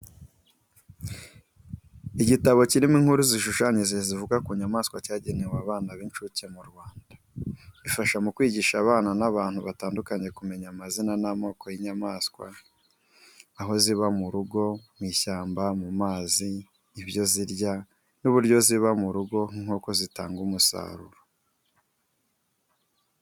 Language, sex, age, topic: Kinyarwanda, male, 25-35, education